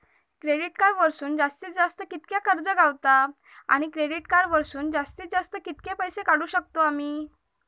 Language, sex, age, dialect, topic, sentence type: Marathi, female, 31-35, Southern Konkan, banking, question